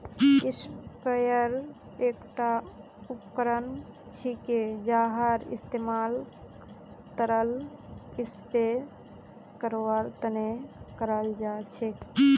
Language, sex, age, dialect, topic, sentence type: Magahi, female, 18-24, Northeastern/Surjapuri, agriculture, statement